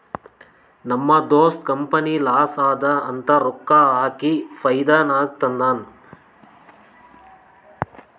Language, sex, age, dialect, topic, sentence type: Kannada, male, 31-35, Northeastern, banking, statement